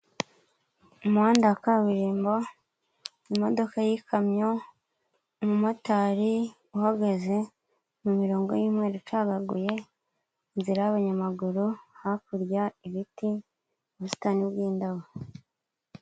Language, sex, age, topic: Kinyarwanda, female, 25-35, government